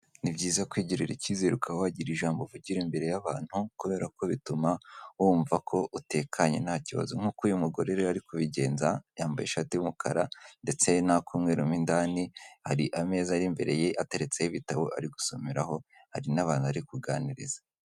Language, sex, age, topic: Kinyarwanda, female, 18-24, government